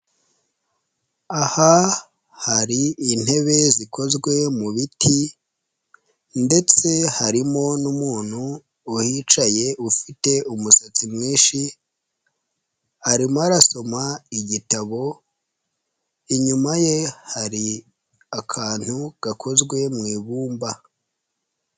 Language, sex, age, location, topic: Kinyarwanda, female, 18-24, Nyagatare, agriculture